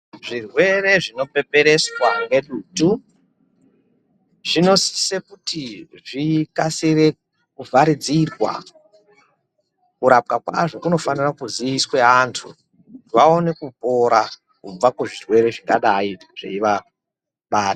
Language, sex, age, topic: Ndau, male, 36-49, health